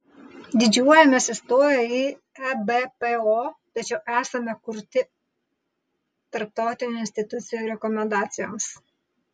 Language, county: Lithuanian, Vilnius